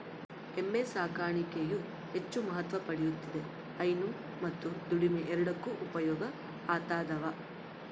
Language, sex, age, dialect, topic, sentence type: Kannada, female, 18-24, Central, agriculture, statement